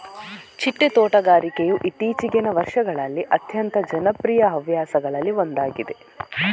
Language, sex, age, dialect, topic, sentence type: Kannada, female, 41-45, Coastal/Dakshin, agriculture, statement